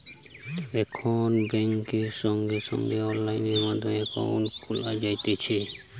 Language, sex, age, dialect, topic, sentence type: Bengali, male, 25-30, Western, banking, statement